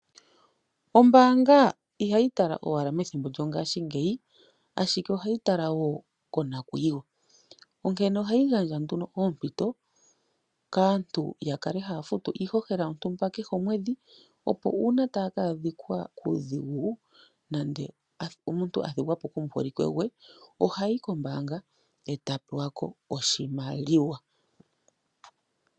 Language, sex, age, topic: Oshiwambo, female, 25-35, finance